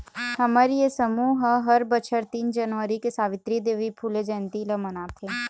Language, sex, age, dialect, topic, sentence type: Chhattisgarhi, female, 18-24, Eastern, banking, statement